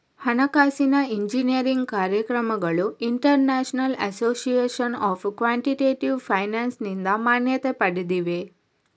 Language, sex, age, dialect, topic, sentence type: Kannada, female, 25-30, Coastal/Dakshin, banking, statement